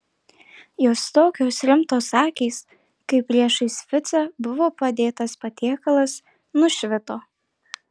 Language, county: Lithuanian, Marijampolė